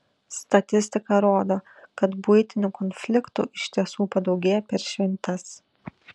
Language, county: Lithuanian, Šiauliai